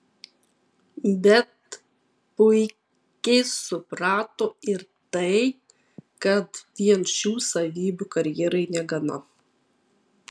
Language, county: Lithuanian, Telšiai